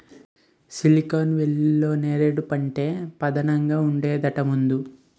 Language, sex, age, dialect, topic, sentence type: Telugu, male, 18-24, Utterandhra, agriculture, statement